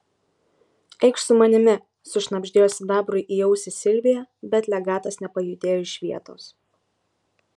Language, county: Lithuanian, Kaunas